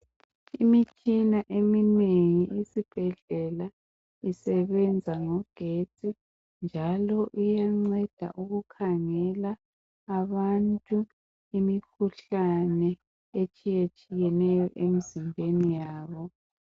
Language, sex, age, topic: North Ndebele, male, 50+, health